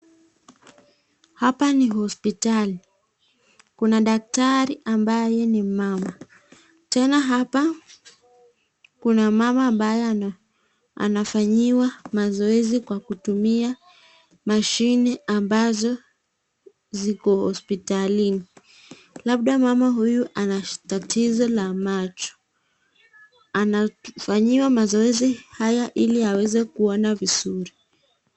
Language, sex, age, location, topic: Swahili, female, 25-35, Nakuru, health